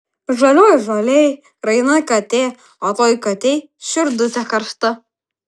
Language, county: Lithuanian, Vilnius